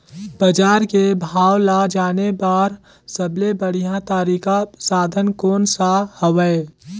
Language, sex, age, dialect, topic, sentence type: Chhattisgarhi, male, 18-24, Northern/Bhandar, agriculture, question